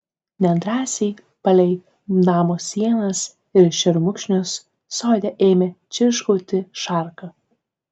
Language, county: Lithuanian, Tauragė